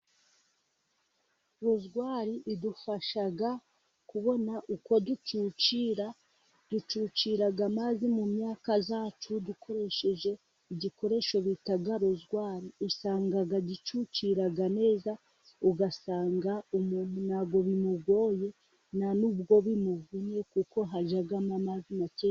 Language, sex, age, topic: Kinyarwanda, female, 25-35, agriculture